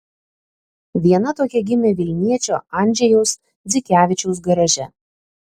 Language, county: Lithuanian, Telšiai